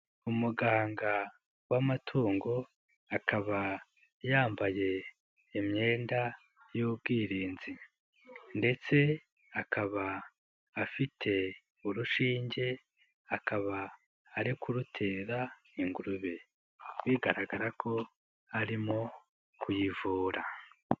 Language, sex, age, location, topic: Kinyarwanda, male, 18-24, Nyagatare, agriculture